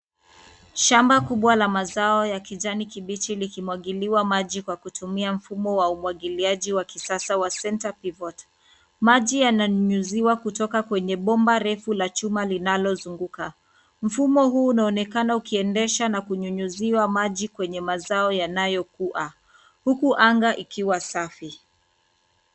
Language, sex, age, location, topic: Swahili, female, 25-35, Nairobi, agriculture